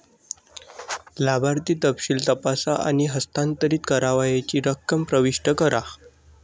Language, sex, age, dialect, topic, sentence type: Marathi, male, 18-24, Varhadi, banking, statement